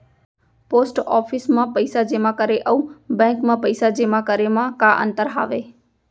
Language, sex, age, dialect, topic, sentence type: Chhattisgarhi, female, 25-30, Central, banking, question